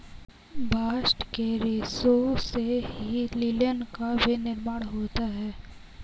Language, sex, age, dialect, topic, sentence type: Hindi, female, 18-24, Kanauji Braj Bhasha, agriculture, statement